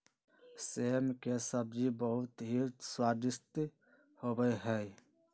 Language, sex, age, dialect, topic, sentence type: Magahi, male, 31-35, Western, agriculture, statement